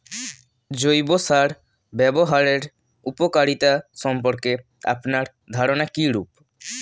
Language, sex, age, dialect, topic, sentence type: Bengali, male, <18, Standard Colloquial, agriculture, question